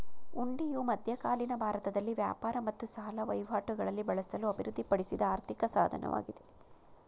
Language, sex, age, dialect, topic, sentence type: Kannada, female, 56-60, Mysore Kannada, banking, statement